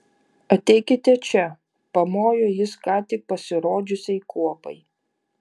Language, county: Lithuanian, Vilnius